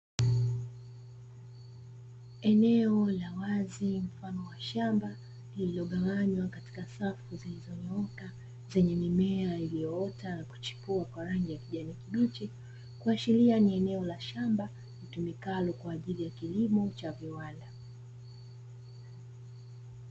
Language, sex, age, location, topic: Swahili, female, 25-35, Dar es Salaam, agriculture